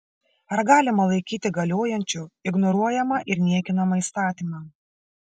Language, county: Lithuanian, Šiauliai